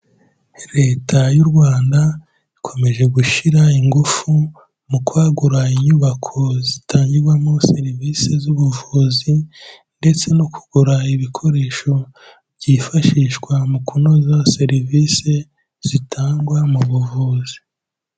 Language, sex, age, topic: Kinyarwanda, male, 18-24, health